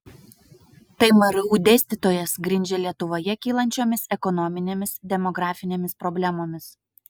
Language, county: Lithuanian, Utena